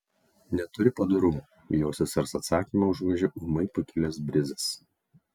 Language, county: Lithuanian, Kaunas